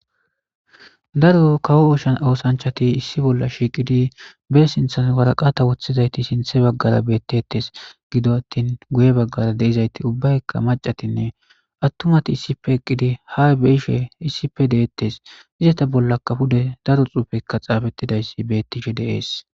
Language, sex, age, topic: Gamo, male, 18-24, government